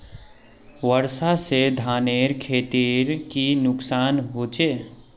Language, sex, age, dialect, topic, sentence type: Magahi, male, 18-24, Northeastern/Surjapuri, agriculture, question